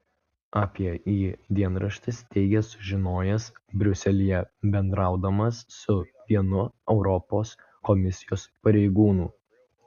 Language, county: Lithuanian, Vilnius